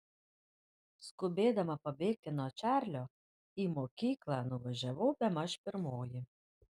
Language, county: Lithuanian, Panevėžys